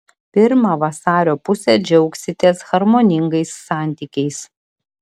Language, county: Lithuanian, Vilnius